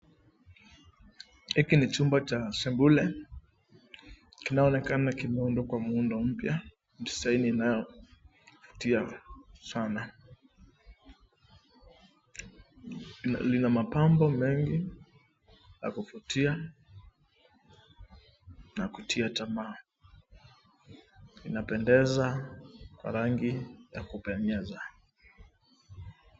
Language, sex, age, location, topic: Swahili, male, 25-35, Nairobi, finance